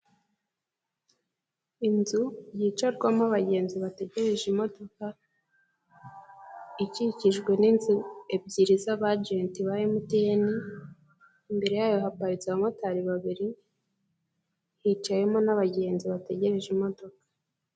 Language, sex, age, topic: Kinyarwanda, female, 18-24, finance